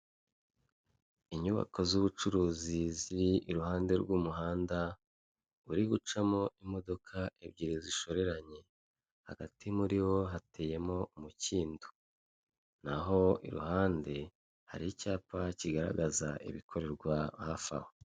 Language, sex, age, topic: Kinyarwanda, male, 25-35, government